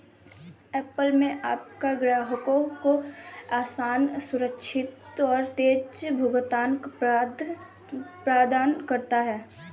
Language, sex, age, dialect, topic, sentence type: Hindi, female, 18-24, Kanauji Braj Bhasha, banking, statement